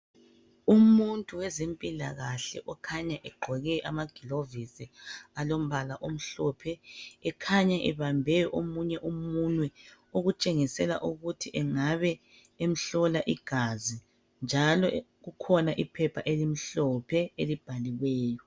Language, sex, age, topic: North Ndebele, female, 36-49, health